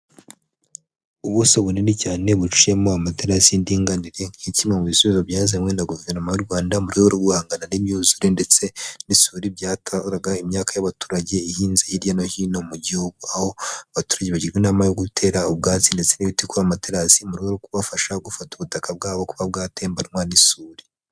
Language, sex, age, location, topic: Kinyarwanda, male, 25-35, Huye, agriculture